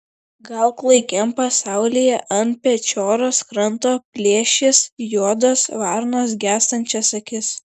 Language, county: Lithuanian, Šiauliai